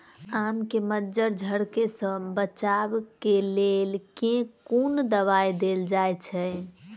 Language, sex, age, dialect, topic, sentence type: Maithili, female, 18-24, Southern/Standard, agriculture, question